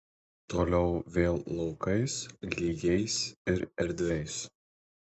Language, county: Lithuanian, Tauragė